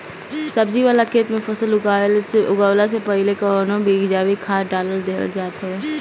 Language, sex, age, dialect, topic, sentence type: Bhojpuri, female, 18-24, Northern, agriculture, statement